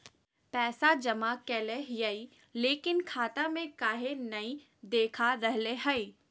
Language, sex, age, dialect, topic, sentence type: Magahi, female, 18-24, Southern, banking, question